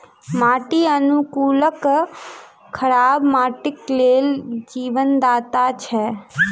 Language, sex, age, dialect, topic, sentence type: Maithili, female, 18-24, Southern/Standard, agriculture, statement